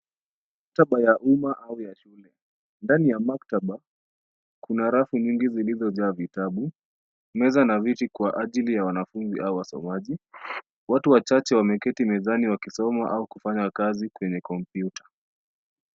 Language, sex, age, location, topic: Swahili, male, 25-35, Nairobi, education